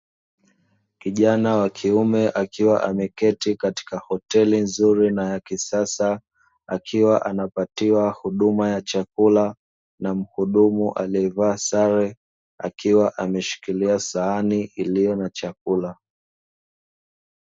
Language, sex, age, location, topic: Swahili, male, 25-35, Dar es Salaam, finance